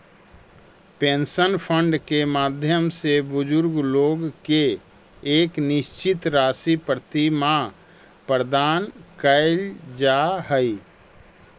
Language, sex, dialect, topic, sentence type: Magahi, male, Central/Standard, agriculture, statement